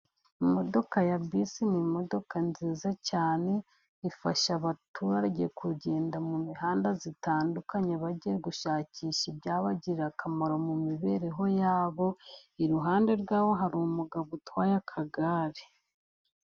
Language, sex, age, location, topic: Kinyarwanda, female, 50+, Musanze, government